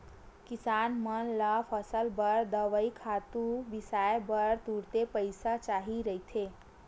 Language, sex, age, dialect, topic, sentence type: Chhattisgarhi, female, 18-24, Western/Budati/Khatahi, banking, statement